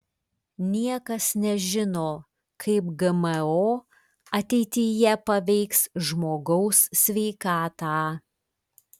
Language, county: Lithuanian, Klaipėda